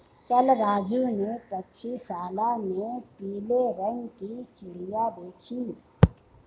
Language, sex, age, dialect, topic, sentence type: Hindi, female, 51-55, Marwari Dhudhari, agriculture, statement